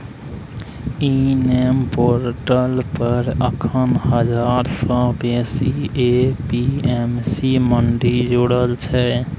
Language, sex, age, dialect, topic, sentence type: Maithili, male, 18-24, Bajjika, agriculture, statement